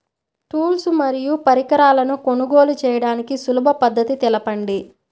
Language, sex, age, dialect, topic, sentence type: Telugu, female, 18-24, Central/Coastal, agriculture, question